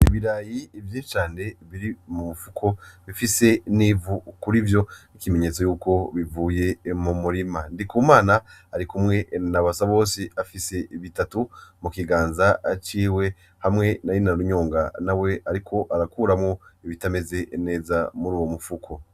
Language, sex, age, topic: Rundi, male, 25-35, agriculture